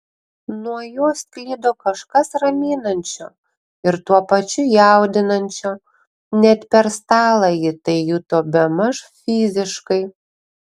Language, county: Lithuanian, Panevėžys